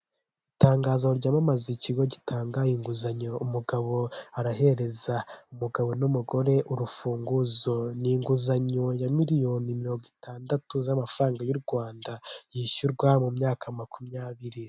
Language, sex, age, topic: Kinyarwanda, male, 18-24, finance